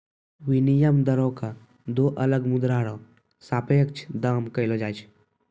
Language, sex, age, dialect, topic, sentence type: Maithili, male, 18-24, Angika, banking, statement